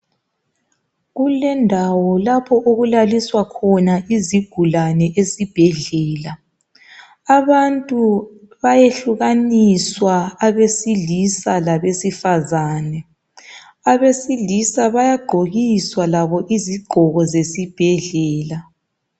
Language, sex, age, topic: North Ndebele, male, 36-49, health